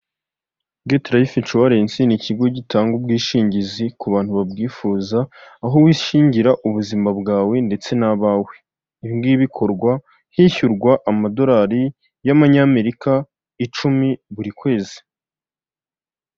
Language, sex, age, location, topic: Kinyarwanda, male, 18-24, Huye, finance